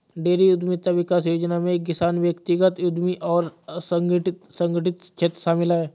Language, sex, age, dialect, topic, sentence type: Hindi, male, 25-30, Awadhi Bundeli, agriculture, statement